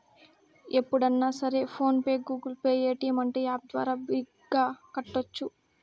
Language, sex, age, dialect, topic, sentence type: Telugu, female, 18-24, Southern, banking, statement